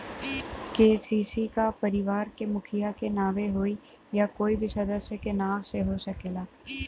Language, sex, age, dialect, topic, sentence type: Bhojpuri, female, 18-24, Western, agriculture, question